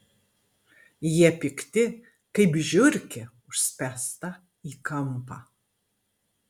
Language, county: Lithuanian, Klaipėda